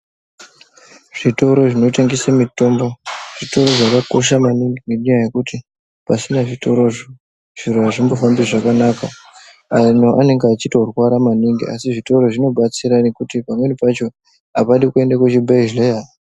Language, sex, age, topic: Ndau, female, 36-49, health